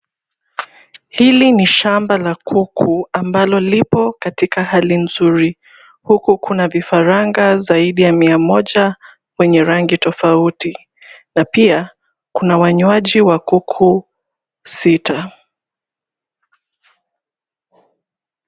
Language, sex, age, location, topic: Swahili, female, 25-35, Nairobi, agriculture